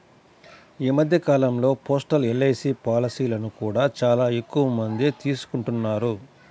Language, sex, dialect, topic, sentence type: Telugu, male, Central/Coastal, banking, statement